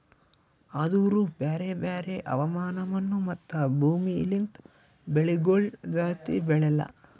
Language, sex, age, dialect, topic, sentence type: Kannada, male, 18-24, Northeastern, agriculture, statement